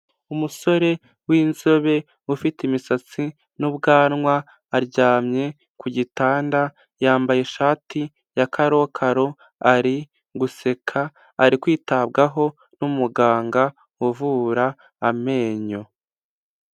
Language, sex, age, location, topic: Kinyarwanda, male, 18-24, Huye, health